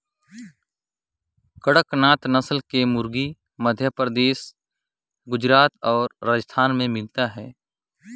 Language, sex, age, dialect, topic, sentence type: Chhattisgarhi, male, 18-24, Northern/Bhandar, agriculture, statement